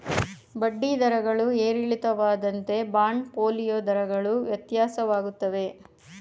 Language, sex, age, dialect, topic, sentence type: Kannada, female, 41-45, Mysore Kannada, banking, statement